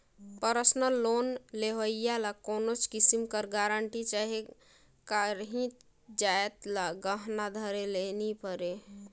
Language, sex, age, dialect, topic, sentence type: Chhattisgarhi, female, 18-24, Northern/Bhandar, banking, statement